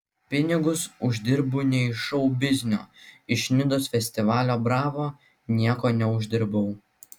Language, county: Lithuanian, Klaipėda